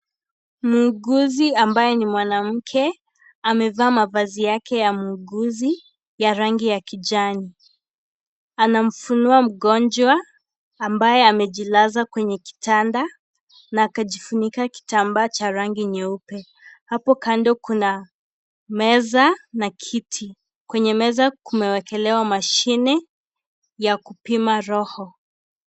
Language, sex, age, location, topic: Swahili, female, 18-24, Kisii, health